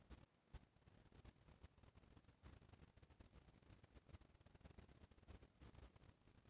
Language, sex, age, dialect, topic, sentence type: Chhattisgarhi, female, 51-55, Eastern, agriculture, statement